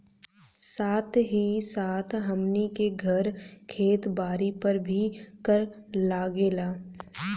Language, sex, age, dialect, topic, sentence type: Bhojpuri, female, 18-24, Southern / Standard, banking, statement